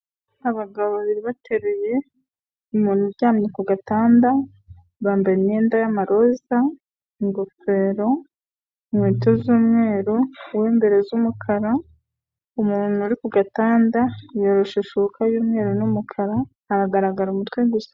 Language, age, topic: Kinyarwanda, 25-35, government